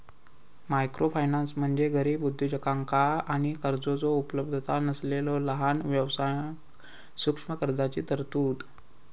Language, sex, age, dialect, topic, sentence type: Marathi, male, 18-24, Southern Konkan, banking, statement